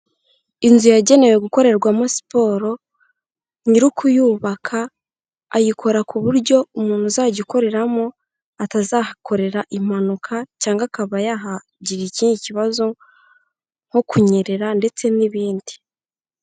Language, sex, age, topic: Kinyarwanda, female, 18-24, health